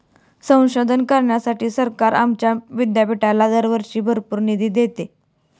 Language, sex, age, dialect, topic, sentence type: Marathi, female, 18-24, Standard Marathi, banking, statement